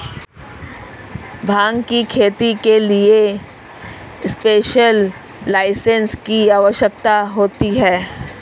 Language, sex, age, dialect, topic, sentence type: Hindi, female, 36-40, Marwari Dhudhari, agriculture, statement